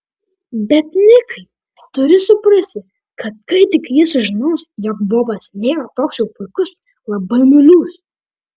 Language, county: Lithuanian, Vilnius